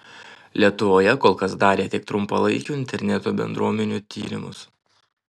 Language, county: Lithuanian, Utena